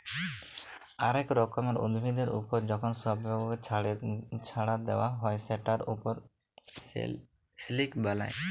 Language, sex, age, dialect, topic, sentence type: Bengali, male, 18-24, Jharkhandi, agriculture, statement